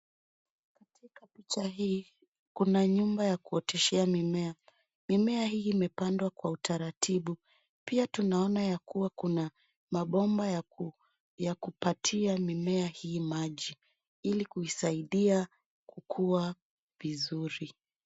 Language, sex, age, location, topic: Swahili, female, 25-35, Nairobi, agriculture